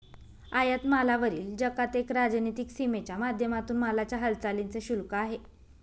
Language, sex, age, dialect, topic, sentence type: Marathi, female, 25-30, Northern Konkan, banking, statement